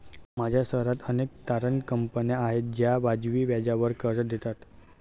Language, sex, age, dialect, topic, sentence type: Marathi, male, 18-24, Standard Marathi, banking, statement